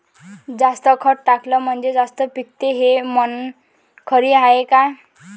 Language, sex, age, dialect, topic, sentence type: Marathi, female, 18-24, Varhadi, agriculture, question